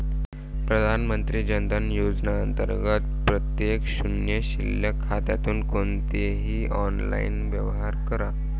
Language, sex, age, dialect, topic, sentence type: Marathi, male, 18-24, Varhadi, banking, statement